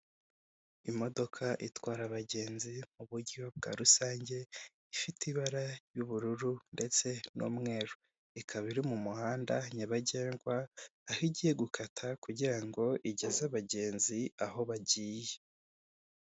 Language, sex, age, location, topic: Kinyarwanda, male, 18-24, Kigali, government